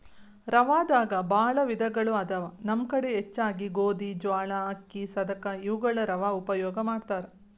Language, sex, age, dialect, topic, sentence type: Kannada, female, 36-40, Dharwad Kannada, agriculture, statement